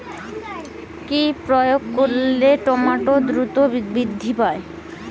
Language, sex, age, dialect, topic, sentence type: Bengali, female, 25-30, Western, agriculture, question